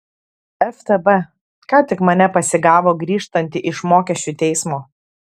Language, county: Lithuanian, Klaipėda